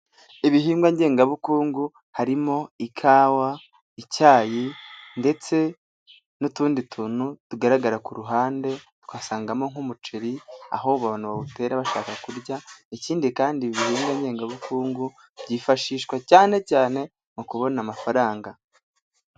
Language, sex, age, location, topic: Kinyarwanda, male, 18-24, Nyagatare, agriculture